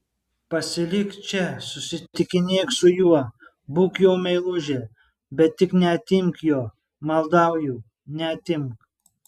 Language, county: Lithuanian, Šiauliai